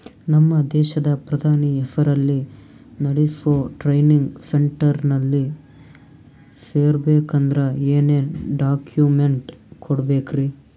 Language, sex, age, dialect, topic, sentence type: Kannada, male, 18-24, Northeastern, banking, question